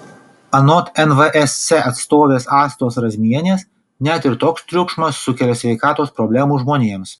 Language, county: Lithuanian, Kaunas